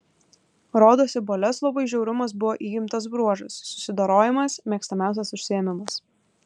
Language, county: Lithuanian, Kaunas